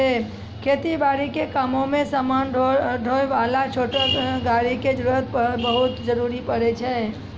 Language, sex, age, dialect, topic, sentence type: Maithili, female, 31-35, Angika, agriculture, statement